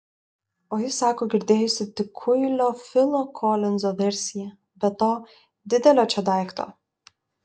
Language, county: Lithuanian, Vilnius